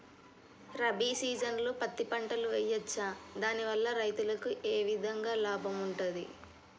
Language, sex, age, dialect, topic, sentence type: Telugu, male, 18-24, Telangana, agriculture, question